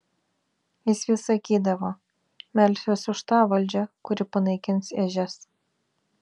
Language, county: Lithuanian, Vilnius